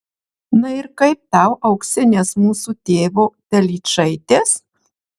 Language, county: Lithuanian, Marijampolė